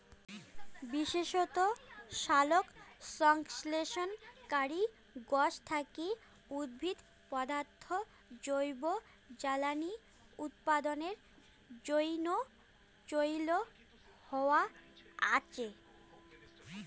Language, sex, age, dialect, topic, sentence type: Bengali, female, 25-30, Rajbangshi, agriculture, statement